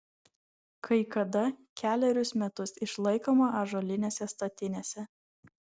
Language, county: Lithuanian, Vilnius